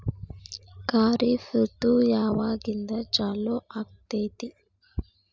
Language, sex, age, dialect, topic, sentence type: Kannada, female, 25-30, Dharwad Kannada, agriculture, question